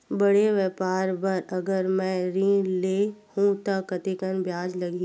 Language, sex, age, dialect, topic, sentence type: Chhattisgarhi, female, 51-55, Western/Budati/Khatahi, banking, question